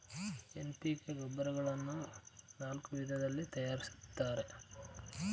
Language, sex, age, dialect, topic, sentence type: Kannada, male, 25-30, Mysore Kannada, agriculture, statement